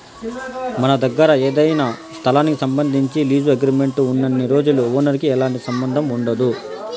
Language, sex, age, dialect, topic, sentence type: Telugu, female, 31-35, Southern, banking, statement